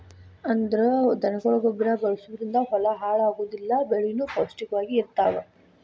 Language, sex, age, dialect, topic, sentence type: Kannada, female, 18-24, Dharwad Kannada, agriculture, statement